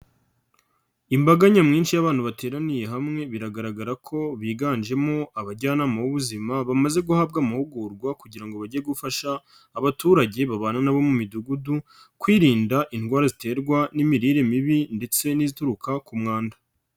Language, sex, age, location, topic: Kinyarwanda, male, 25-35, Nyagatare, health